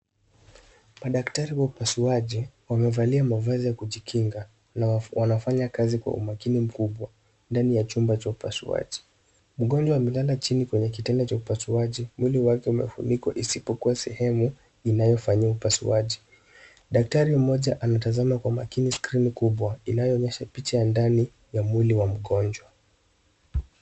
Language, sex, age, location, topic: Swahili, male, 18-24, Nairobi, health